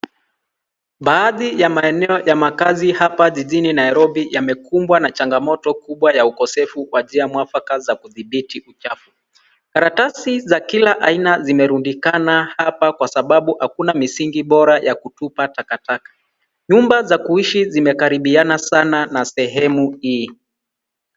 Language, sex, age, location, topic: Swahili, male, 36-49, Nairobi, government